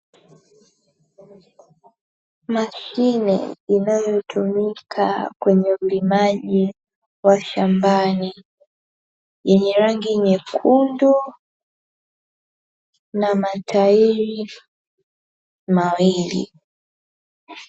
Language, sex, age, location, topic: Swahili, female, 18-24, Dar es Salaam, agriculture